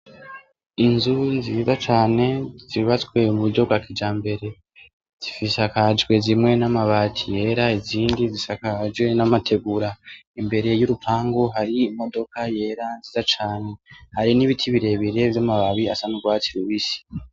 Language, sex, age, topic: Rundi, female, 18-24, education